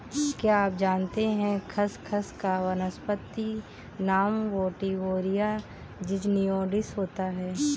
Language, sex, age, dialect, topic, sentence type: Hindi, female, 18-24, Kanauji Braj Bhasha, agriculture, statement